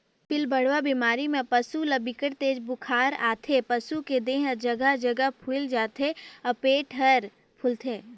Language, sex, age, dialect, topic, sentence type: Chhattisgarhi, female, 18-24, Northern/Bhandar, agriculture, statement